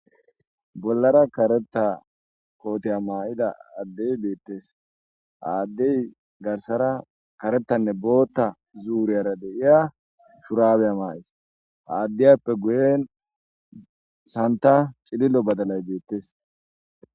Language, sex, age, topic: Gamo, male, 18-24, agriculture